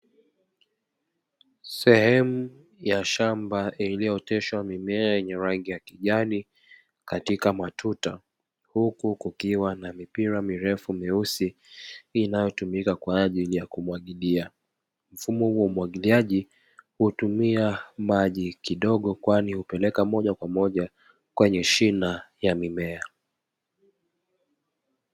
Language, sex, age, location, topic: Swahili, male, 25-35, Dar es Salaam, agriculture